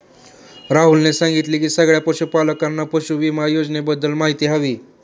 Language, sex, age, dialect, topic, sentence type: Marathi, male, 18-24, Standard Marathi, agriculture, statement